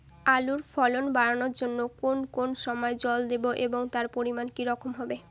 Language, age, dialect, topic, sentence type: Bengali, <18, Rajbangshi, agriculture, question